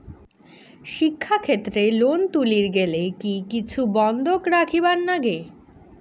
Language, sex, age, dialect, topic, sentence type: Bengali, female, 18-24, Rajbangshi, banking, question